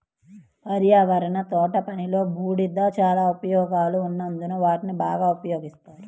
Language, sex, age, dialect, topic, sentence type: Telugu, female, 31-35, Central/Coastal, agriculture, statement